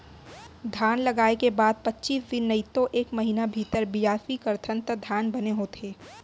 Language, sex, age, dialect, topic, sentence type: Chhattisgarhi, female, 18-24, Central, agriculture, statement